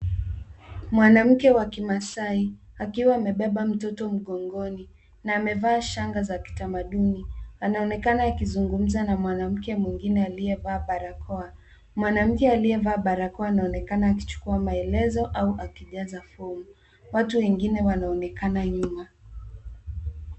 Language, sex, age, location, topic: Swahili, female, 18-24, Nairobi, health